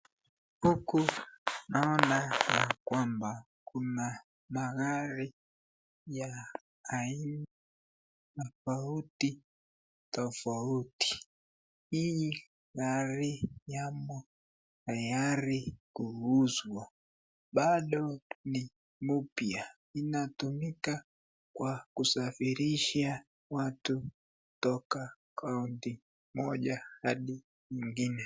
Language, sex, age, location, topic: Swahili, female, 36-49, Nakuru, finance